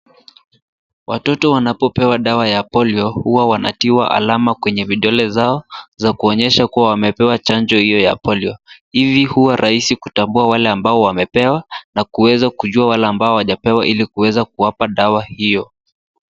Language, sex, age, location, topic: Swahili, male, 18-24, Nairobi, health